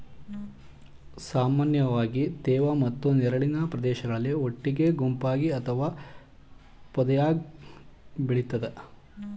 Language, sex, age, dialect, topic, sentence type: Kannada, male, 31-35, Mysore Kannada, agriculture, statement